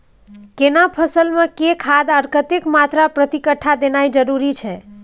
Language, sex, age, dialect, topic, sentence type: Maithili, female, 18-24, Bajjika, agriculture, question